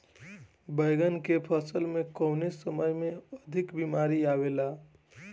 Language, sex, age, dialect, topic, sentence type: Bhojpuri, male, 18-24, Northern, agriculture, question